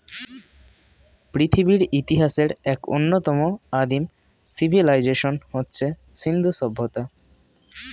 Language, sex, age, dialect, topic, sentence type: Bengali, male, <18, Standard Colloquial, agriculture, statement